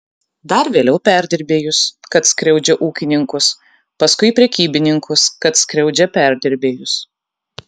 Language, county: Lithuanian, Kaunas